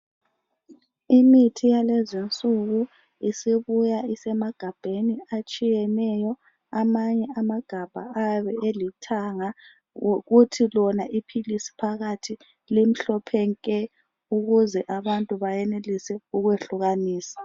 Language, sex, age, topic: North Ndebele, female, 25-35, health